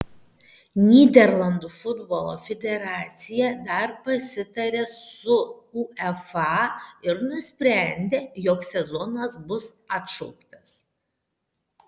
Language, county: Lithuanian, Šiauliai